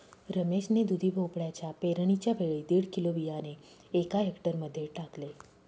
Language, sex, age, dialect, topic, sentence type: Marathi, female, 36-40, Northern Konkan, agriculture, statement